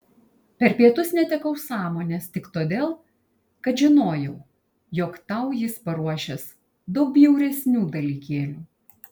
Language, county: Lithuanian, Kaunas